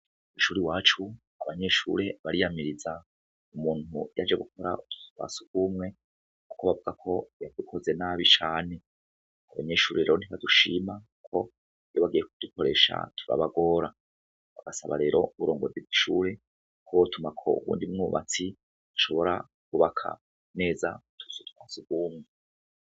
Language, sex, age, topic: Rundi, male, 36-49, education